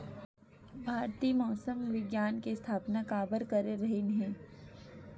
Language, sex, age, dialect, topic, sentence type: Chhattisgarhi, female, 31-35, Western/Budati/Khatahi, agriculture, question